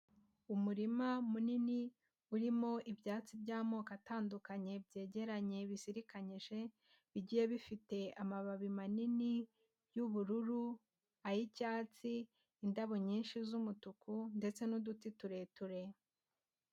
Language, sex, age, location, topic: Kinyarwanda, female, 18-24, Huye, agriculture